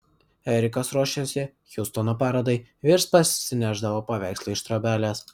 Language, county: Lithuanian, Vilnius